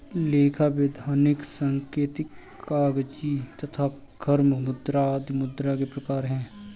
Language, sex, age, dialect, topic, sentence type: Hindi, male, 31-35, Kanauji Braj Bhasha, banking, statement